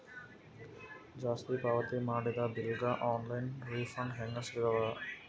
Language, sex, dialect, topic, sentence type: Kannada, male, Northeastern, banking, question